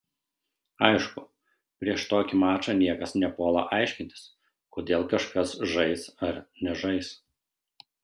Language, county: Lithuanian, Šiauliai